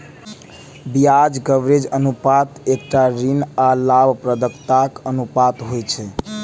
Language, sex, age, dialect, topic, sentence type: Maithili, male, 18-24, Eastern / Thethi, banking, statement